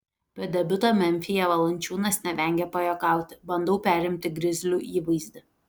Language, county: Lithuanian, Telšiai